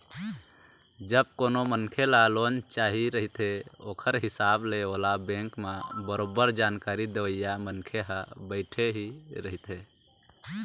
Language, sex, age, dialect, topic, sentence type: Chhattisgarhi, male, 18-24, Eastern, banking, statement